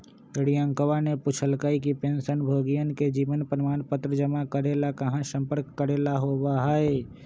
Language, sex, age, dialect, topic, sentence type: Magahi, male, 25-30, Western, banking, statement